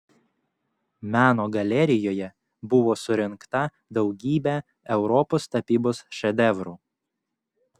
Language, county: Lithuanian, Klaipėda